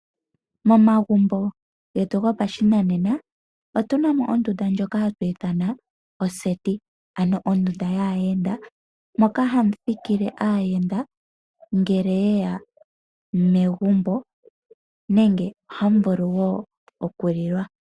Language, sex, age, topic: Oshiwambo, female, 18-24, finance